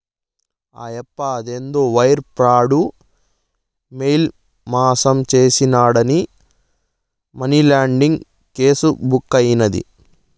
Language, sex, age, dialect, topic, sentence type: Telugu, male, 25-30, Southern, banking, statement